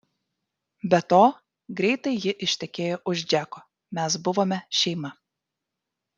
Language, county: Lithuanian, Vilnius